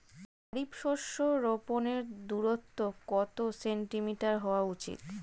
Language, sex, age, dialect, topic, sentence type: Bengali, female, 25-30, Standard Colloquial, agriculture, question